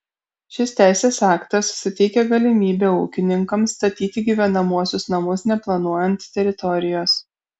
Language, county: Lithuanian, Kaunas